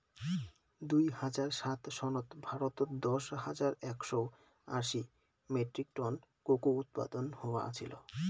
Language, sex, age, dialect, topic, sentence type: Bengali, male, 18-24, Rajbangshi, agriculture, statement